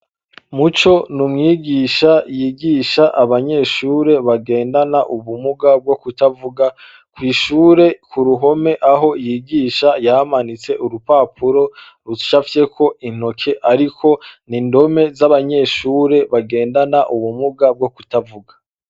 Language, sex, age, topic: Rundi, male, 25-35, education